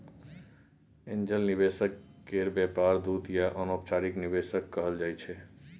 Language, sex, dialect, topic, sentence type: Maithili, male, Bajjika, banking, statement